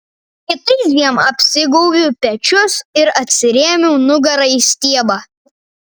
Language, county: Lithuanian, Vilnius